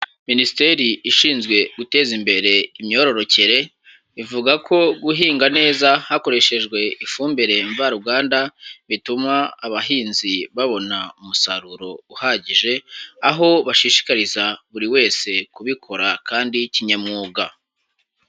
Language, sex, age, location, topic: Kinyarwanda, male, 18-24, Huye, agriculture